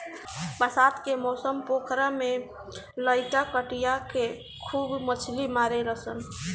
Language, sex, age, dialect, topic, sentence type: Bhojpuri, female, 18-24, Southern / Standard, agriculture, statement